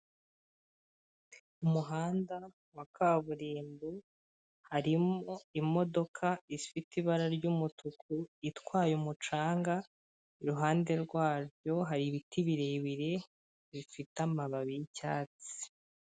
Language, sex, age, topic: Kinyarwanda, female, 25-35, government